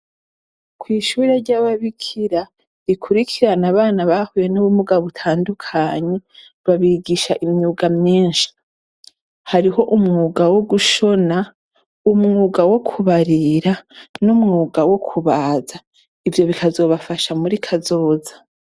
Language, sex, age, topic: Rundi, female, 25-35, education